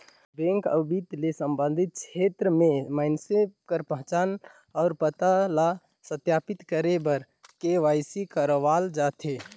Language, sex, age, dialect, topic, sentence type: Chhattisgarhi, male, 51-55, Northern/Bhandar, banking, statement